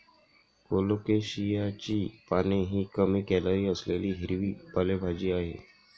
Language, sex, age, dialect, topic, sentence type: Marathi, male, 18-24, Varhadi, agriculture, statement